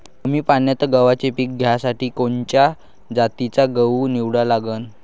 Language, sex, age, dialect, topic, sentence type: Marathi, male, 18-24, Varhadi, agriculture, question